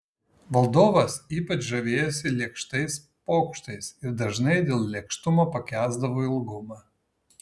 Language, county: Lithuanian, Kaunas